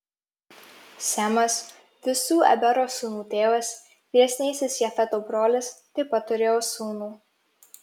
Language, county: Lithuanian, Marijampolė